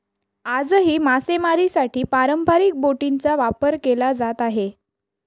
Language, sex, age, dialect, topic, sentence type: Marathi, female, 31-35, Northern Konkan, agriculture, statement